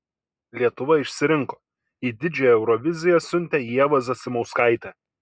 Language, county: Lithuanian, Kaunas